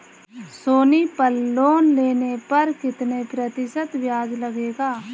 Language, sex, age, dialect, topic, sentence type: Hindi, female, 25-30, Kanauji Braj Bhasha, banking, question